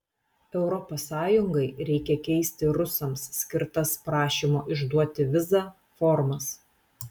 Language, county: Lithuanian, Telšiai